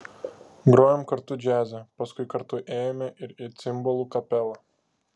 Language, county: Lithuanian, Klaipėda